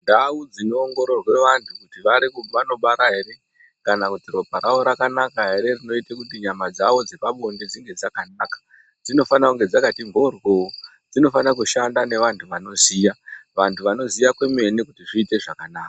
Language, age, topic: Ndau, 36-49, health